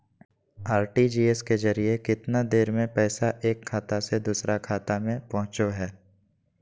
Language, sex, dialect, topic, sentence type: Magahi, male, Southern, banking, question